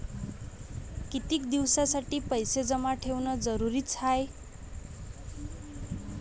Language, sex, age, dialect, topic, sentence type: Marathi, female, 18-24, Varhadi, banking, question